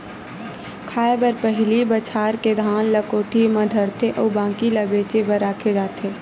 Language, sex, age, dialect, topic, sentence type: Chhattisgarhi, female, 56-60, Western/Budati/Khatahi, agriculture, statement